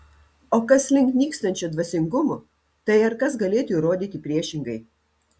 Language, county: Lithuanian, Telšiai